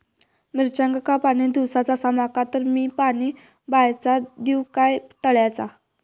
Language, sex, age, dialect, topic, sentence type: Marathi, female, 25-30, Southern Konkan, agriculture, question